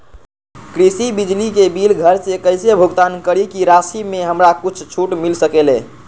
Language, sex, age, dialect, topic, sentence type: Magahi, male, 56-60, Western, banking, question